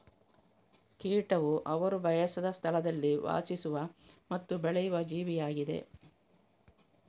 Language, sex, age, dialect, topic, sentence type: Kannada, female, 25-30, Coastal/Dakshin, agriculture, statement